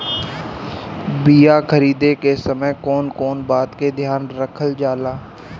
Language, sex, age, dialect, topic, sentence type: Bhojpuri, male, 25-30, Northern, agriculture, question